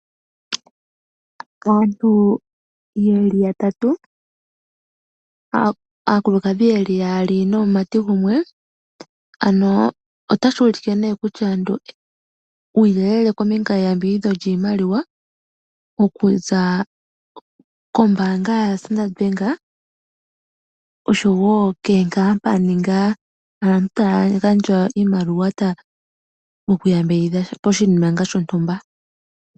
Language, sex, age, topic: Oshiwambo, female, 25-35, finance